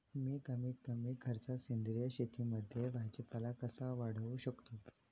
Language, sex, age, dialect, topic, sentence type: Marathi, male, 18-24, Standard Marathi, agriculture, question